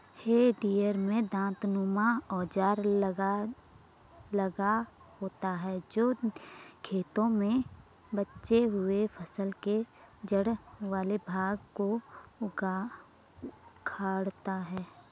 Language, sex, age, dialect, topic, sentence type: Hindi, female, 25-30, Garhwali, agriculture, statement